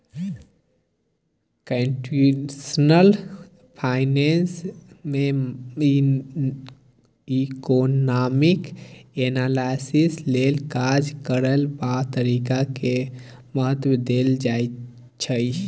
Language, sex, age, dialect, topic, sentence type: Maithili, male, 18-24, Bajjika, banking, statement